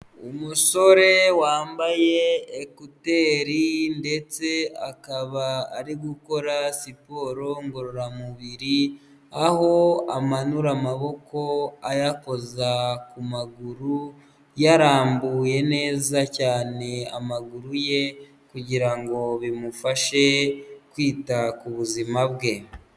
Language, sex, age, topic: Kinyarwanda, female, 18-24, health